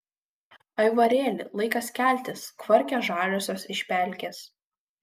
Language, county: Lithuanian, Kaunas